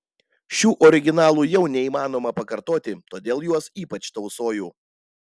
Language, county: Lithuanian, Panevėžys